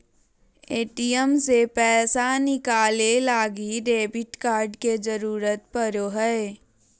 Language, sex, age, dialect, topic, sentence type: Magahi, female, 18-24, Southern, banking, statement